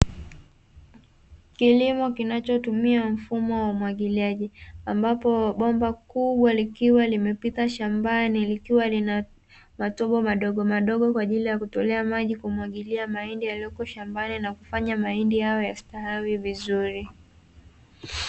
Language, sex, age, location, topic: Swahili, female, 18-24, Dar es Salaam, agriculture